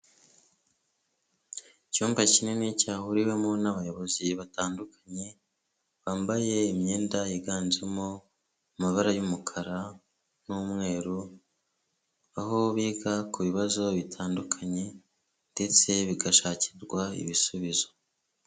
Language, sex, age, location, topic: Kinyarwanda, male, 25-35, Kigali, health